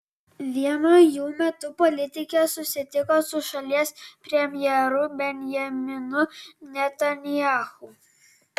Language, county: Lithuanian, Vilnius